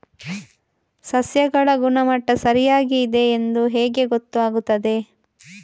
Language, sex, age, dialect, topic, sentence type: Kannada, female, 31-35, Coastal/Dakshin, agriculture, question